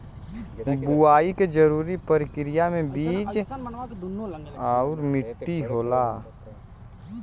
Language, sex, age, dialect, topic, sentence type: Bhojpuri, male, 18-24, Western, agriculture, statement